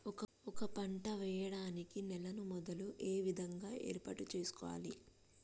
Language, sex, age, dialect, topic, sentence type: Telugu, female, 18-24, Telangana, agriculture, question